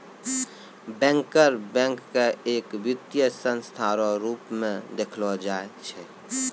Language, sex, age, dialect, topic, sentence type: Maithili, male, 25-30, Angika, banking, statement